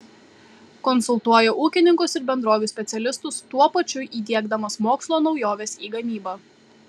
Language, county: Lithuanian, Kaunas